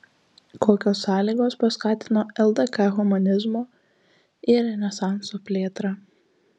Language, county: Lithuanian, Kaunas